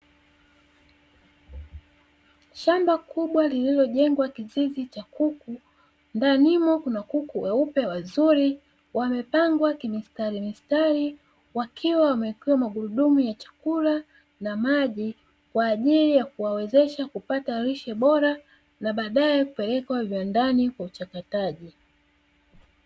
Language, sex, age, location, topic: Swahili, female, 36-49, Dar es Salaam, agriculture